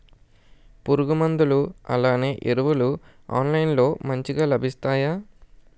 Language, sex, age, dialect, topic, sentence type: Telugu, male, 18-24, Utterandhra, agriculture, question